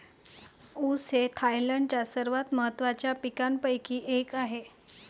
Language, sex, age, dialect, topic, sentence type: Marathi, female, 31-35, Varhadi, agriculture, statement